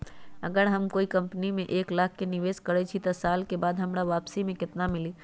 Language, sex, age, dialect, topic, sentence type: Magahi, female, 18-24, Western, banking, question